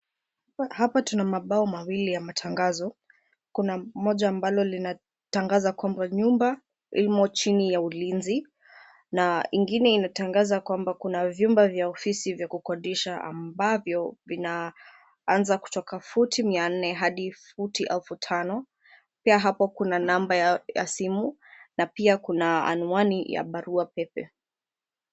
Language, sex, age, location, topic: Swahili, female, 18-24, Nairobi, finance